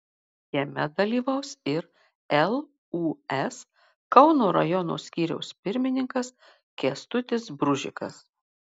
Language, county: Lithuanian, Marijampolė